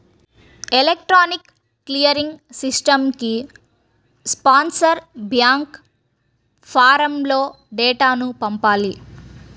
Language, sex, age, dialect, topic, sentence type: Telugu, female, 31-35, Central/Coastal, banking, statement